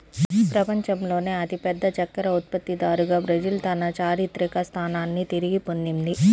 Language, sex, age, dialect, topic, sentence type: Telugu, male, 36-40, Central/Coastal, agriculture, statement